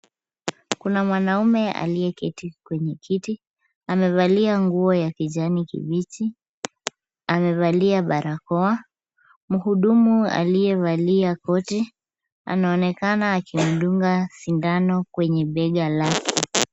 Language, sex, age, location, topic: Swahili, female, 25-35, Kisumu, health